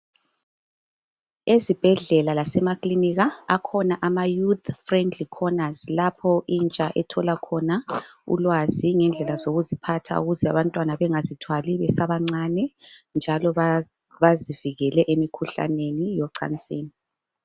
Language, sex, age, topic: North Ndebele, female, 36-49, health